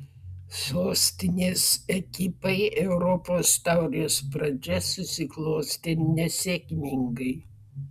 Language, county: Lithuanian, Vilnius